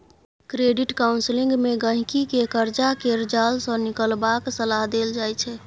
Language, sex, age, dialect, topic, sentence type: Maithili, female, 31-35, Bajjika, banking, statement